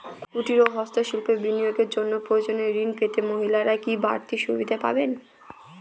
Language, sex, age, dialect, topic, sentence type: Bengali, female, 31-35, Northern/Varendri, banking, question